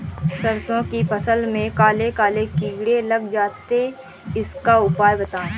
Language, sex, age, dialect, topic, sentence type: Hindi, female, 18-24, Awadhi Bundeli, agriculture, question